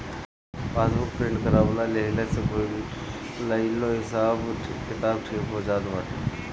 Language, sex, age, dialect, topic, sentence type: Bhojpuri, male, 36-40, Northern, banking, statement